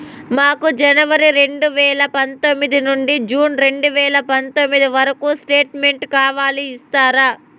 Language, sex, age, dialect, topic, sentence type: Telugu, female, 18-24, Southern, banking, question